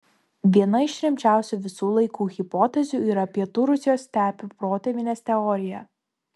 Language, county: Lithuanian, Vilnius